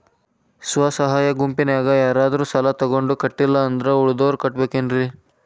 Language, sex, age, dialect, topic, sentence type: Kannada, male, 18-24, Dharwad Kannada, banking, question